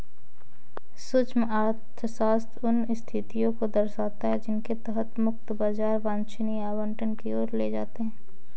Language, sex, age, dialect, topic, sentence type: Hindi, female, 18-24, Kanauji Braj Bhasha, banking, statement